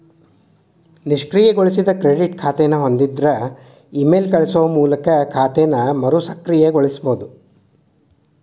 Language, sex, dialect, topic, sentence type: Kannada, male, Dharwad Kannada, banking, statement